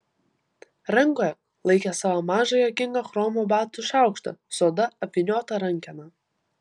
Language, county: Lithuanian, Vilnius